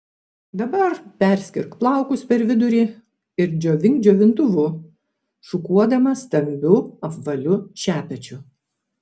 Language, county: Lithuanian, Vilnius